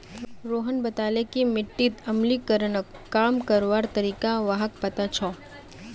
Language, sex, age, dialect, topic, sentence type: Magahi, female, 18-24, Northeastern/Surjapuri, agriculture, statement